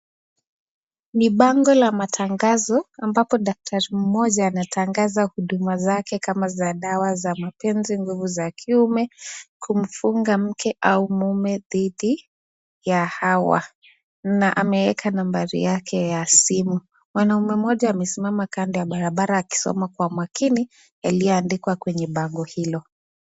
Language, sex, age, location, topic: Swahili, female, 18-24, Nakuru, health